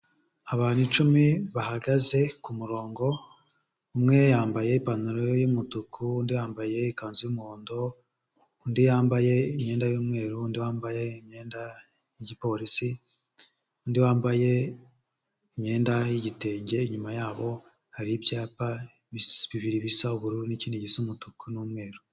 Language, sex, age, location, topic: Kinyarwanda, male, 25-35, Huye, health